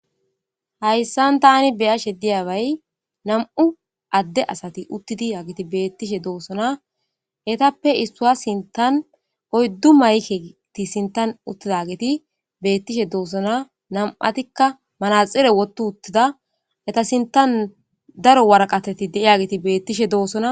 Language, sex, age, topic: Gamo, female, 18-24, government